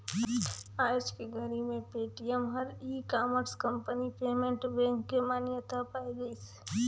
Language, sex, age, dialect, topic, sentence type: Chhattisgarhi, female, 18-24, Northern/Bhandar, banking, statement